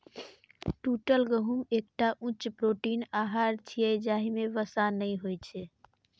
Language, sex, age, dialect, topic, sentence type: Maithili, female, 31-35, Eastern / Thethi, agriculture, statement